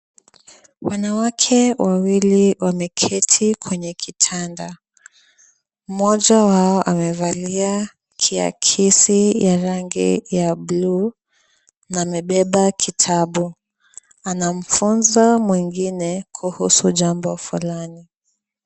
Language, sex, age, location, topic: Swahili, female, 18-24, Kisumu, health